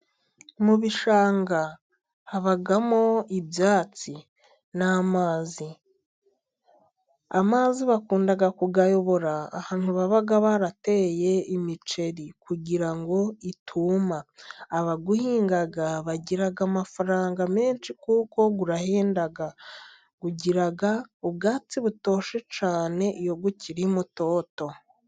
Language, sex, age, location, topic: Kinyarwanda, female, 18-24, Musanze, agriculture